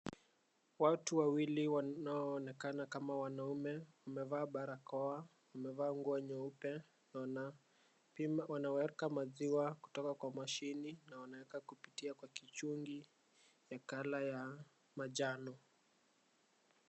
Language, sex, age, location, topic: Swahili, male, 25-35, Mombasa, agriculture